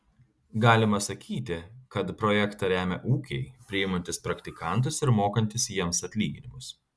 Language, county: Lithuanian, Kaunas